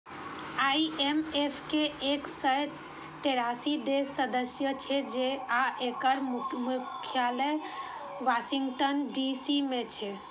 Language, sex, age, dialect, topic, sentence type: Maithili, female, 31-35, Eastern / Thethi, banking, statement